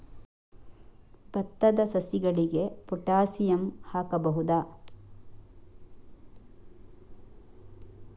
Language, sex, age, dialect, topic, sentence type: Kannada, female, 46-50, Coastal/Dakshin, agriculture, question